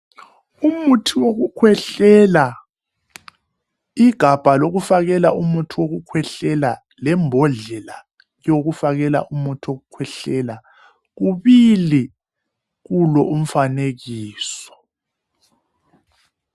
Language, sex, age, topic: North Ndebele, male, 36-49, health